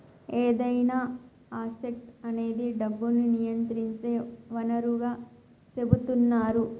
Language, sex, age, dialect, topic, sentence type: Telugu, male, 41-45, Telangana, banking, statement